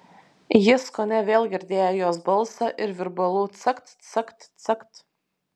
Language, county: Lithuanian, Vilnius